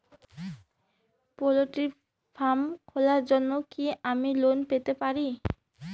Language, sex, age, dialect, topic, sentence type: Bengali, female, 25-30, Rajbangshi, banking, question